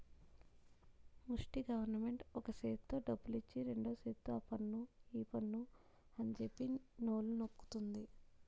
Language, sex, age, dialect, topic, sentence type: Telugu, female, 25-30, Utterandhra, banking, statement